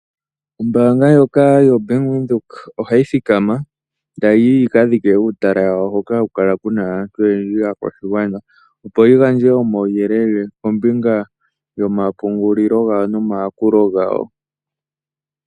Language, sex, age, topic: Oshiwambo, male, 18-24, finance